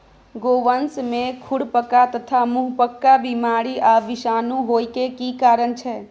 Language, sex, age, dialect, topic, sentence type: Maithili, female, 25-30, Bajjika, agriculture, question